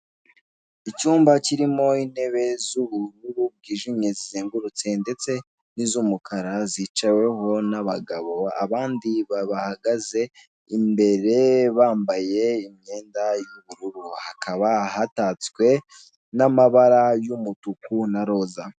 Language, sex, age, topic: Kinyarwanda, male, 18-24, finance